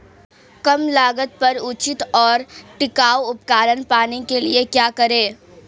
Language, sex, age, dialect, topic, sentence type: Hindi, female, 18-24, Marwari Dhudhari, agriculture, question